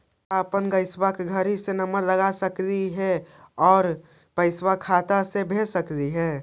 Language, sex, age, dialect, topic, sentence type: Magahi, male, 25-30, Central/Standard, banking, question